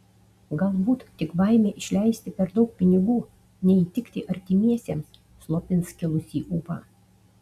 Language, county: Lithuanian, Utena